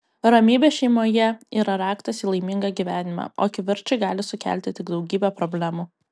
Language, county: Lithuanian, Kaunas